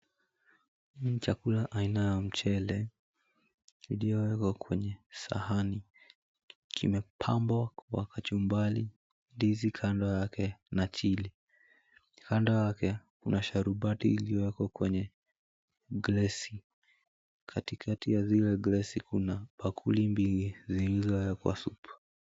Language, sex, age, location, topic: Swahili, male, 18-24, Mombasa, agriculture